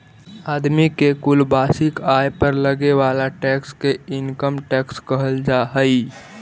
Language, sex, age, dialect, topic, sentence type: Magahi, male, 18-24, Central/Standard, banking, statement